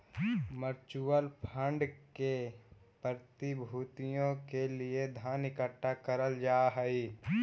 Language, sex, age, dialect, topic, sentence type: Magahi, male, 18-24, Central/Standard, banking, statement